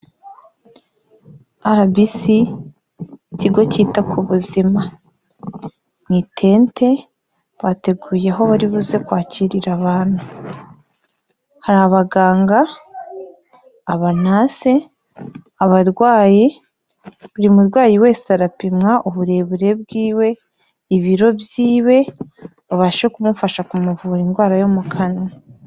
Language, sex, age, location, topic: Kinyarwanda, female, 25-35, Kigali, health